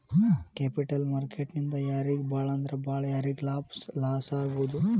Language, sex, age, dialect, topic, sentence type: Kannada, male, 18-24, Dharwad Kannada, banking, statement